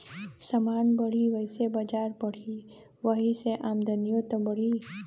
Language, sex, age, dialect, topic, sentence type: Bhojpuri, female, 18-24, Western, banking, statement